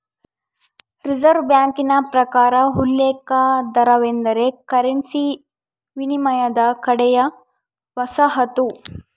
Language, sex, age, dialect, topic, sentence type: Kannada, female, 60-100, Central, banking, statement